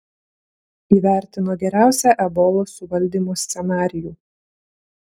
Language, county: Lithuanian, Klaipėda